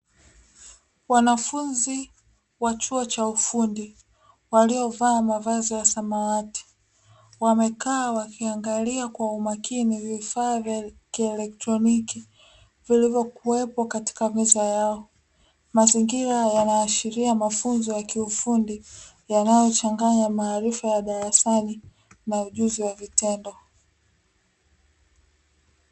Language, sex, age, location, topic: Swahili, female, 18-24, Dar es Salaam, education